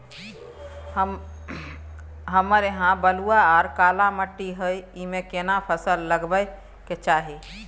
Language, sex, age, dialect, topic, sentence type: Maithili, female, 31-35, Bajjika, agriculture, question